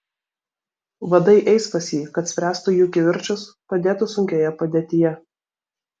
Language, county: Lithuanian, Vilnius